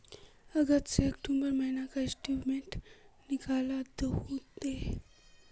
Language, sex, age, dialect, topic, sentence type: Magahi, female, 18-24, Northeastern/Surjapuri, banking, question